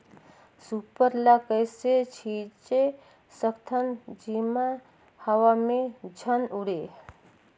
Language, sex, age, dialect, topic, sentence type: Chhattisgarhi, female, 36-40, Northern/Bhandar, agriculture, question